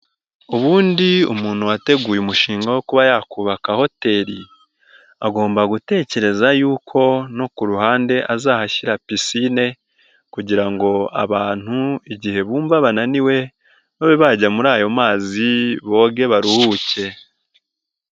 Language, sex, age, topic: Kinyarwanda, male, 18-24, finance